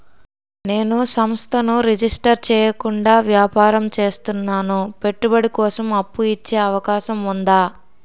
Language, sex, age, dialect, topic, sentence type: Telugu, male, 60-100, Utterandhra, banking, question